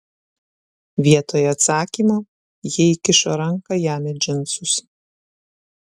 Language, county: Lithuanian, Šiauliai